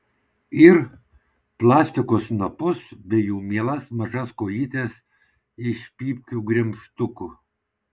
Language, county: Lithuanian, Vilnius